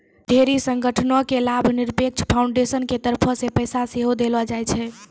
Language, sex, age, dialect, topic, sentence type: Maithili, female, 18-24, Angika, banking, statement